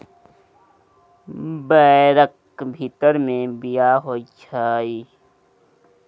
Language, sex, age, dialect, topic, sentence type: Maithili, male, 18-24, Bajjika, agriculture, statement